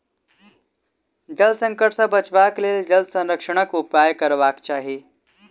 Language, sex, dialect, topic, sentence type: Maithili, male, Southern/Standard, agriculture, statement